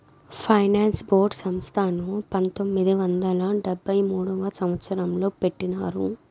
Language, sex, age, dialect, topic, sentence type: Telugu, female, 18-24, Southern, banking, statement